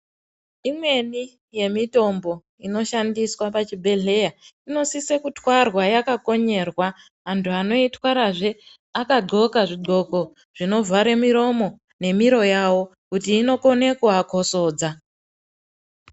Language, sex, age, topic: Ndau, male, 18-24, health